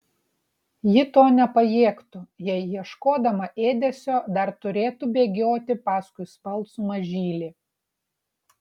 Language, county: Lithuanian, Utena